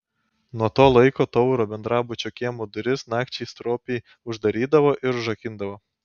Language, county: Lithuanian, Panevėžys